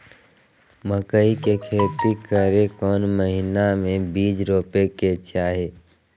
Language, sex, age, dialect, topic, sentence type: Magahi, male, 31-35, Southern, agriculture, question